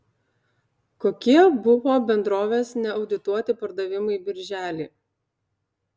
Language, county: Lithuanian, Utena